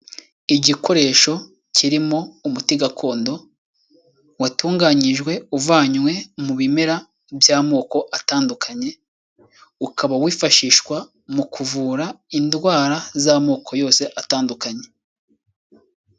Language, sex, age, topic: Kinyarwanda, male, 18-24, health